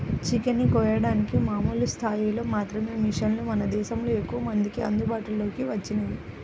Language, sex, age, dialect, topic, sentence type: Telugu, female, 25-30, Central/Coastal, agriculture, statement